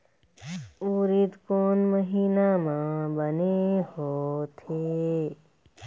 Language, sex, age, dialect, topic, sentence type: Chhattisgarhi, female, 36-40, Eastern, agriculture, question